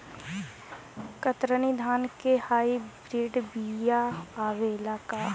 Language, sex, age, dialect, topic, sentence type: Bhojpuri, female, 18-24, Western, agriculture, question